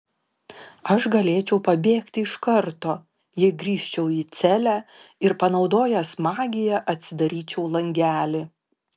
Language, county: Lithuanian, Klaipėda